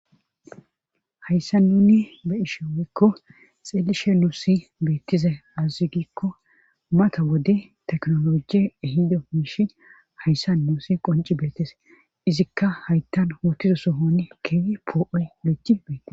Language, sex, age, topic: Gamo, female, 36-49, government